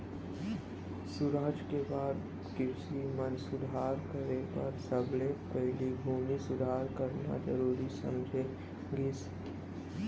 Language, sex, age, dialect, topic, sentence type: Chhattisgarhi, male, 18-24, Central, agriculture, statement